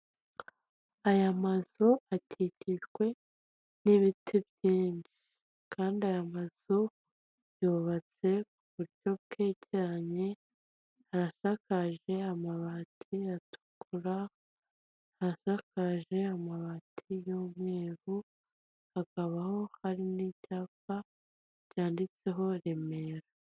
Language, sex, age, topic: Kinyarwanda, female, 25-35, government